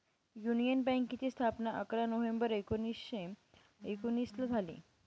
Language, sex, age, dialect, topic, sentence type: Marathi, female, 18-24, Northern Konkan, banking, statement